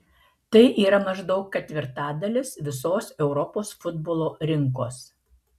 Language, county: Lithuanian, Marijampolė